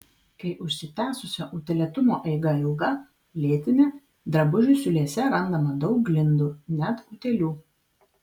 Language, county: Lithuanian, Vilnius